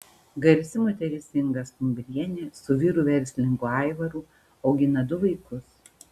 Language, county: Lithuanian, Panevėžys